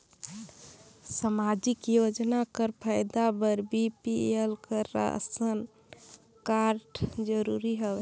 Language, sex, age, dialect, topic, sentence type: Chhattisgarhi, female, 18-24, Northern/Bhandar, banking, question